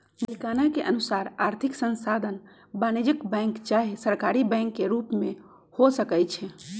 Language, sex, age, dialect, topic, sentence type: Magahi, male, 18-24, Western, banking, statement